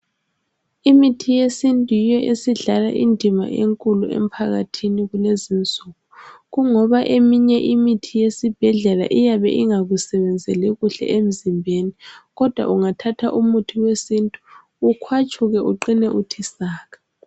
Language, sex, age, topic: North Ndebele, female, 18-24, health